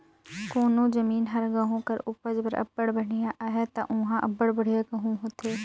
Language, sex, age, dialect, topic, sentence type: Chhattisgarhi, female, 18-24, Northern/Bhandar, agriculture, statement